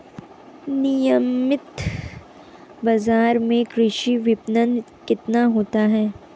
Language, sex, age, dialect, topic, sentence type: Hindi, female, 18-24, Marwari Dhudhari, agriculture, question